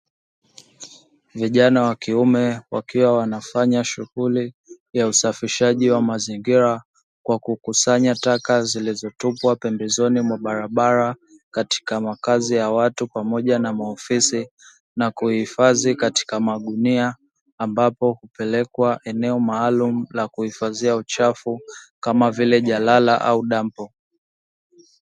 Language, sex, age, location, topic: Swahili, female, 25-35, Dar es Salaam, government